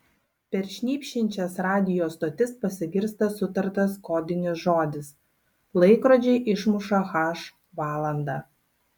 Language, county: Lithuanian, Klaipėda